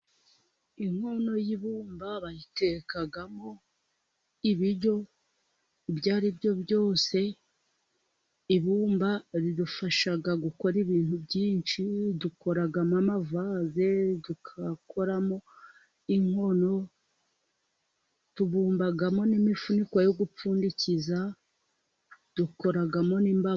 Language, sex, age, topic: Kinyarwanda, female, 25-35, government